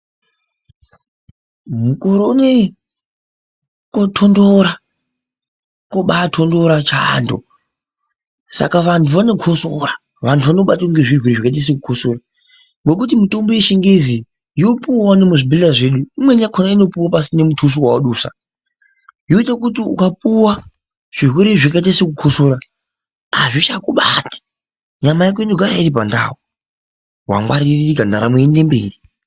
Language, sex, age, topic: Ndau, male, 25-35, health